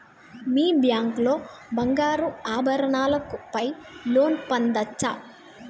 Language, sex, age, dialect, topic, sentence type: Telugu, female, 18-24, Telangana, banking, question